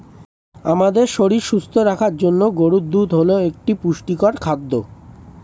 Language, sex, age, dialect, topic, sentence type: Bengali, male, 25-30, Standard Colloquial, agriculture, statement